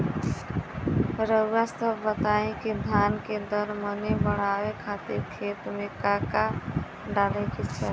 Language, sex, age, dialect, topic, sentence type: Bhojpuri, female, 25-30, Western, agriculture, question